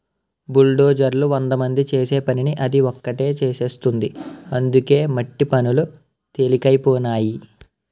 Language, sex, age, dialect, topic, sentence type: Telugu, male, 18-24, Utterandhra, agriculture, statement